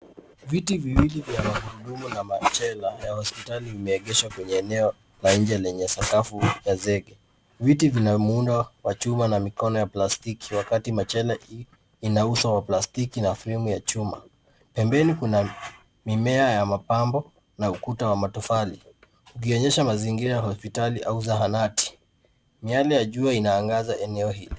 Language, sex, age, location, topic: Swahili, male, 18-24, Nairobi, health